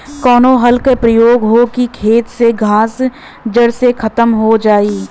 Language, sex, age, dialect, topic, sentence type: Bhojpuri, female, 18-24, Western, agriculture, question